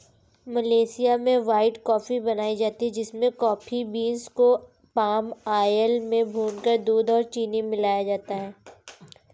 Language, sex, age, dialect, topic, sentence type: Hindi, female, 25-30, Kanauji Braj Bhasha, agriculture, statement